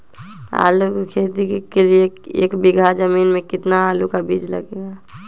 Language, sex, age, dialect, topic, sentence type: Magahi, female, 18-24, Western, agriculture, question